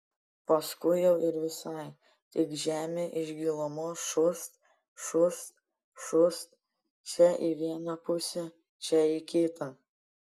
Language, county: Lithuanian, Panevėžys